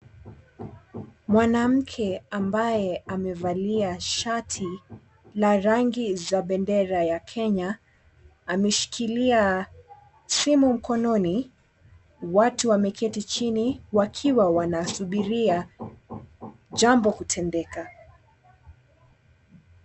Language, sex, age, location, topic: Swahili, female, 18-24, Mombasa, government